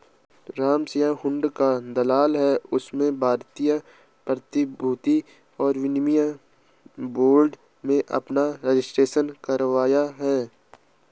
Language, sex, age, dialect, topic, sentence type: Hindi, male, 18-24, Garhwali, banking, statement